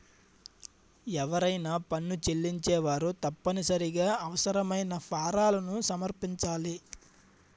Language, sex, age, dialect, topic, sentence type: Telugu, male, 18-24, Utterandhra, banking, statement